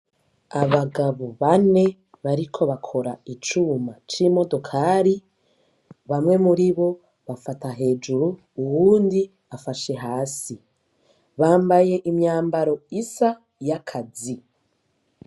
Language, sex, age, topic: Rundi, female, 18-24, education